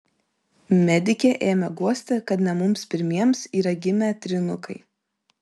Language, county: Lithuanian, Vilnius